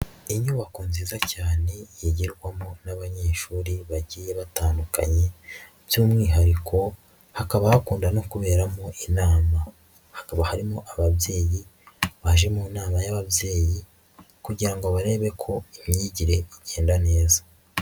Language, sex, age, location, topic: Kinyarwanda, male, 50+, Nyagatare, education